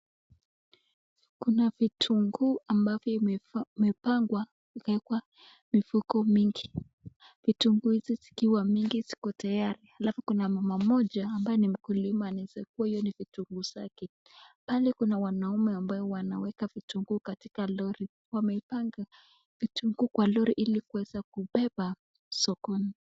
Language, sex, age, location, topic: Swahili, female, 25-35, Nakuru, finance